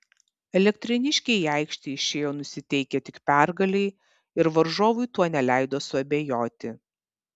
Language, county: Lithuanian, Kaunas